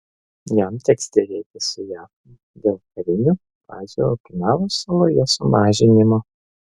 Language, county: Lithuanian, Vilnius